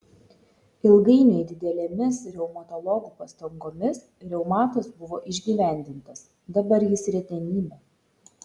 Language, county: Lithuanian, Šiauliai